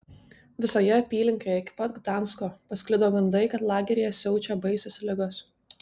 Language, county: Lithuanian, Tauragė